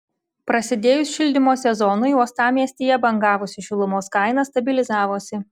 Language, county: Lithuanian, Šiauliai